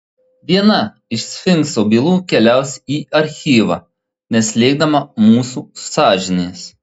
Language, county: Lithuanian, Marijampolė